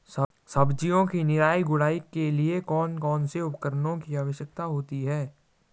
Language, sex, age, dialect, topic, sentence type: Hindi, male, 18-24, Garhwali, agriculture, question